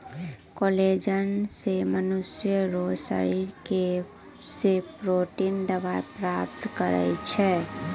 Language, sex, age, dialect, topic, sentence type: Maithili, female, 18-24, Angika, agriculture, statement